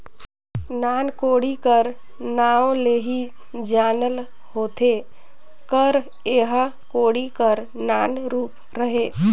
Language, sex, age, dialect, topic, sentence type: Chhattisgarhi, female, 31-35, Northern/Bhandar, agriculture, statement